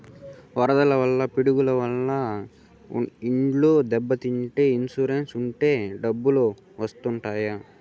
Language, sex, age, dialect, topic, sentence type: Telugu, male, 18-24, Southern, banking, statement